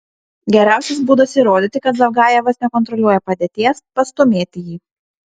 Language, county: Lithuanian, Šiauliai